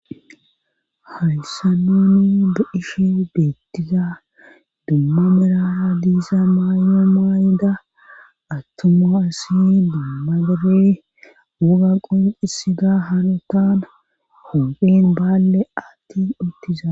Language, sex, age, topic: Gamo, female, 36-49, government